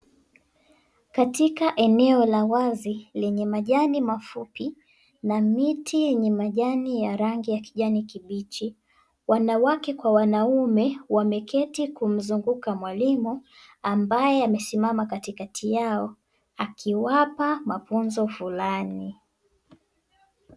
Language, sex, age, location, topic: Swahili, female, 18-24, Dar es Salaam, education